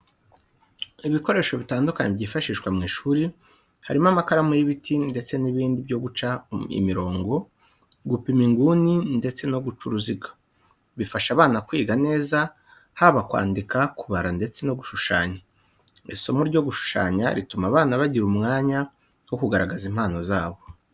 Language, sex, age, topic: Kinyarwanda, male, 25-35, education